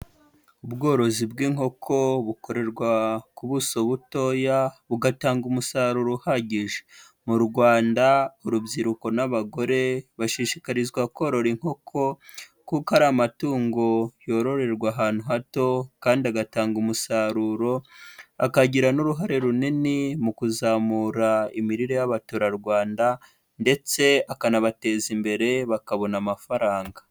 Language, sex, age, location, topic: Kinyarwanda, female, 25-35, Huye, agriculture